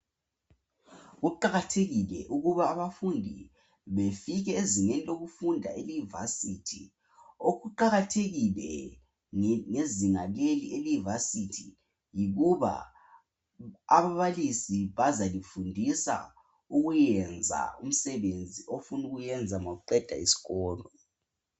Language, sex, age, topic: North Ndebele, male, 18-24, education